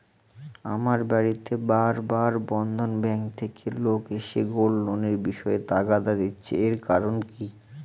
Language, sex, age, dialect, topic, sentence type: Bengali, male, 18-24, Northern/Varendri, banking, question